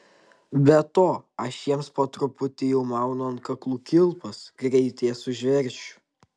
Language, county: Lithuanian, Tauragė